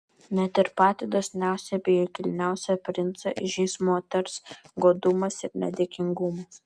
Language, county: Lithuanian, Vilnius